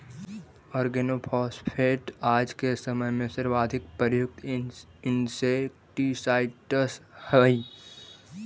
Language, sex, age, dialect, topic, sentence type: Magahi, male, 18-24, Central/Standard, banking, statement